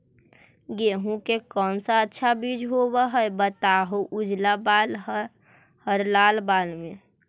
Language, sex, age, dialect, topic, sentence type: Magahi, female, 25-30, Central/Standard, agriculture, question